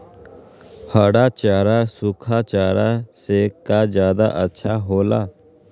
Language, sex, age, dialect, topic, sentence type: Magahi, male, 18-24, Western, agriculture, question